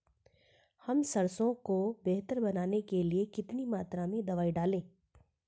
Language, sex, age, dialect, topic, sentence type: Hindi, female, 41-45, Hindustani Malvi Khadi Boli, agriculture, question